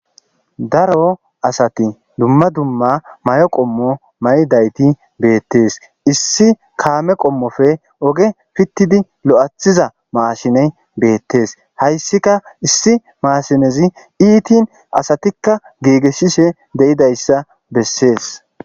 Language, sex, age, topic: Gamo, male, 25-35, agriculture